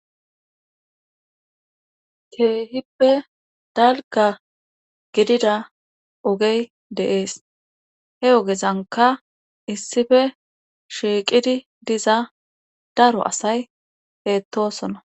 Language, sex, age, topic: Gamo, female, 18-24, government